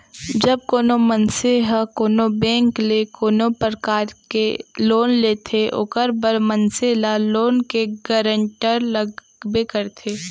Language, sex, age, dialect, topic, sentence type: Chhattisgarhi, female, 18-24, Central, banking, statement